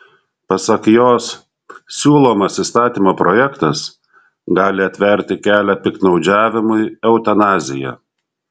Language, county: Lithuanian, Šiauliai